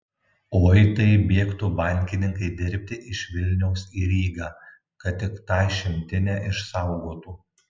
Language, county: Lithuanian, Tauragė